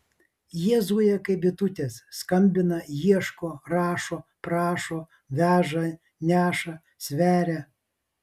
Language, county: Lithuanian, Vilnius